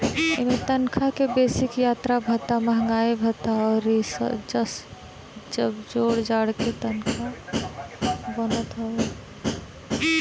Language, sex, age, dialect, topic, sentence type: Bhojpuri, female, 18-24, Northern, banking, statement